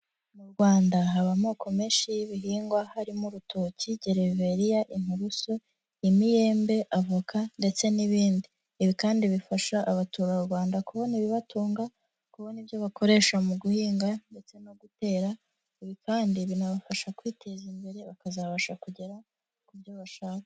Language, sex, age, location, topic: Kinyarwanda, female, 18-24, Huye, agriculture